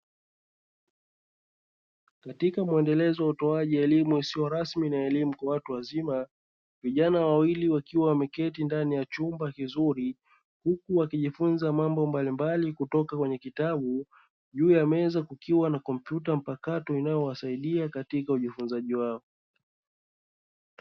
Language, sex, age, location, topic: Swahili, male, 36-49, Dar es Salaam, education